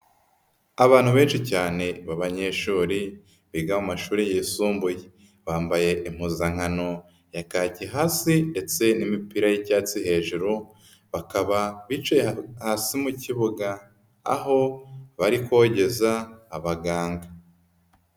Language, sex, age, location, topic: Kinyarwanda, female, 18-24, Nyagatare, health